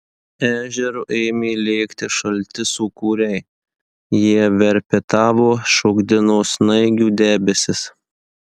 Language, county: Lithuanian, Marijampolė